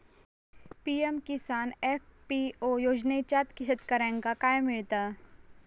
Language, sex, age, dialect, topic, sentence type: Marathi, female, 25-30, Southern Konkan, agriculture, question